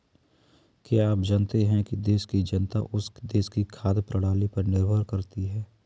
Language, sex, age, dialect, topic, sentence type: Hindi, male, 25-30, Kanauji Braj Bhasha, agriculture, statement